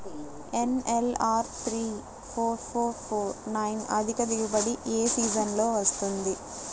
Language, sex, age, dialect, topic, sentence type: Telugu, female, 60-100, Central/Coastal, agriculture, question